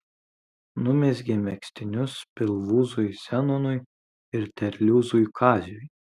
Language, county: Lithuanian, Kaunas